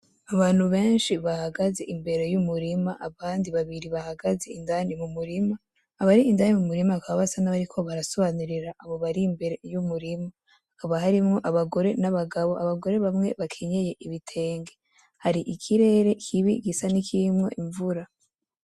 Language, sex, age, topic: Rundi, female, 18-24, agriculture